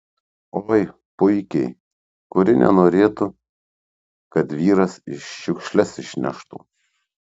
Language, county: Lithuanian, Šiauliai